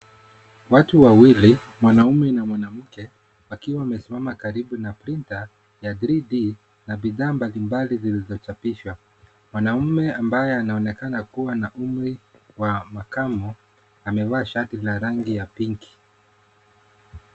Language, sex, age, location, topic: Swahili, male, 25-35, Nairobi, education